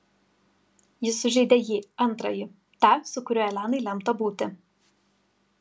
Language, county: Lithuanian, Kaunas